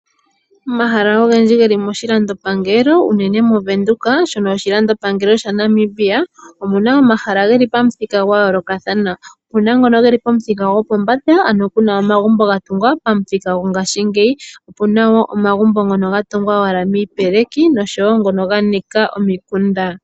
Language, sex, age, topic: Oshiwambo, female, 18-24, finance